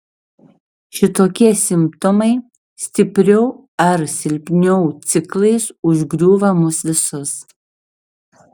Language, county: Lithuanian, Šiauliai